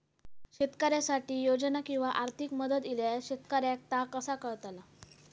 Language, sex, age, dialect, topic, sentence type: Marathi, female, 18-24, Southern Konkan, agriculture, question